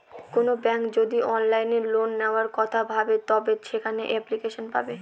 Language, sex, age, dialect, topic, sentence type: Bengali, female, 31-35, Northern/Varendri, banking, statement